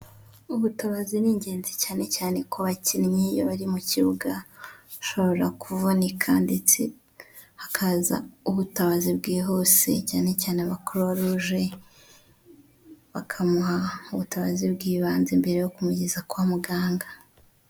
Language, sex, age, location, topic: Kinyarwanda, female, 25-35, Huye, health